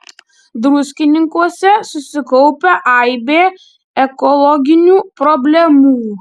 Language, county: Lithuanian, Panevėžys